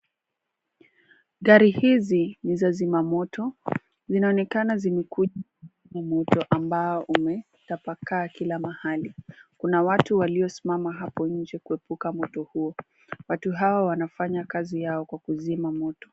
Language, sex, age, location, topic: Swahili, female, 25-35, Nairobi, health